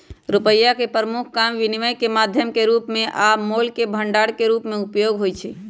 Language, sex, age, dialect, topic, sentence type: Magahi, female, 31-35, Western, banking, statement